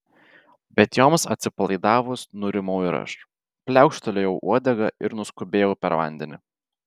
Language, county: Lithuanian, Vilnius